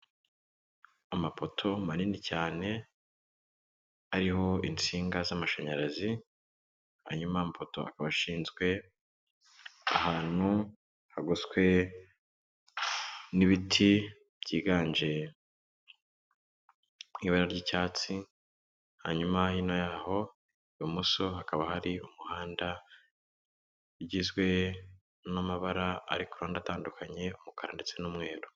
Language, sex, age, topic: Kinyarwanda, male, 18-24, government